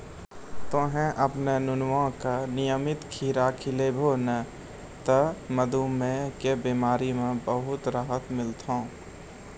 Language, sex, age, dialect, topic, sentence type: Maithili, male, 25-30, Angika, agriculture, statement